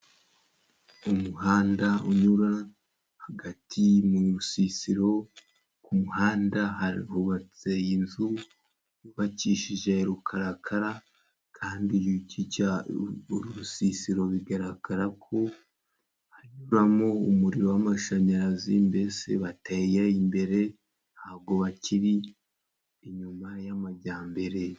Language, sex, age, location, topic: Kinyarwanda, male, 18-24, Musanze, government